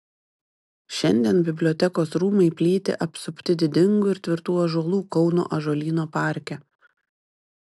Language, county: Lithuanian, Panevėžys